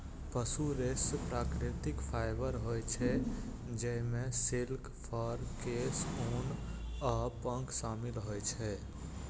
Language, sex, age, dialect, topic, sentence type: Maithili, male, 18-24, Eastern / Thethi, agriculture, statement